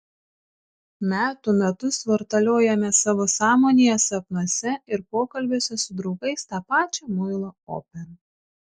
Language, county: Lithuanian, Šiauliai